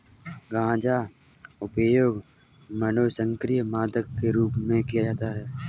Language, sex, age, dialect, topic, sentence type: Hindi, male, 18-24, Kanauji Braj Bhasha, agriculture, statement